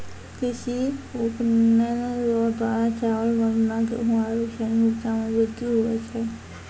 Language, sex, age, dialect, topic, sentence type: Maithili, female, 18-24, Angika, agriculture, statement